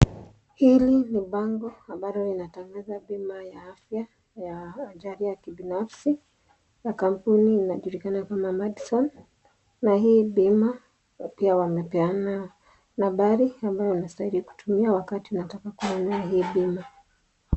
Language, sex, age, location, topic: Swahili, female, 25-35, Nakuru, finance